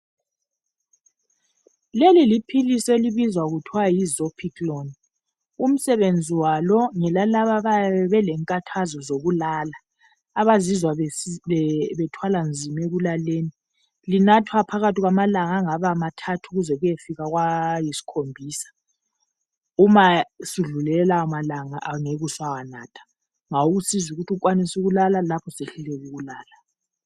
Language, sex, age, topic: North Ndebele, female, 36-49, health